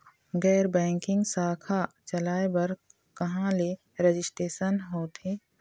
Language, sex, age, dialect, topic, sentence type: Chhattisgarhi, female, 25-30, Eastern, banking, question